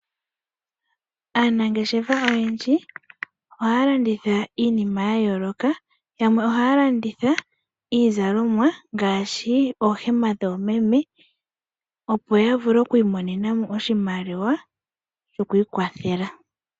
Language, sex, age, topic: Oshiwambo, female, 25-35, finance